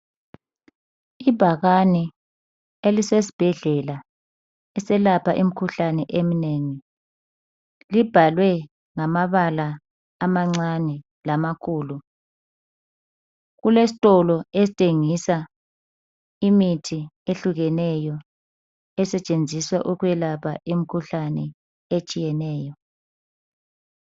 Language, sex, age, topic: North Ndebele, female, 36-49, health